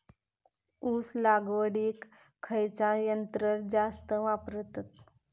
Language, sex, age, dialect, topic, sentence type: Marathi, female, 25-30, Southern Konkan, agriculture, question